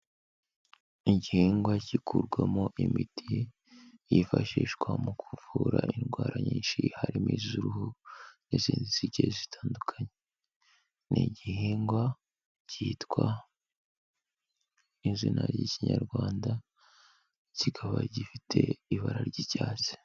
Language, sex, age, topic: Kinyarwanda, male, 18-24, health